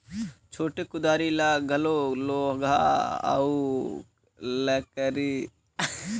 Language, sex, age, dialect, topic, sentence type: Chhattisgarhi, male, 51-55, Northern/Bhandar, agriculture, statement